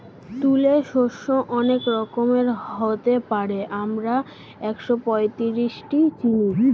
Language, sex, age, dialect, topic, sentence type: Bengali, male, 36-40, Standard Colloquial, agriculture, statement